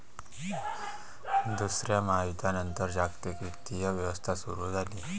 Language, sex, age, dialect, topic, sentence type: Marathi, male, 25-30, Varhadi, banking, statement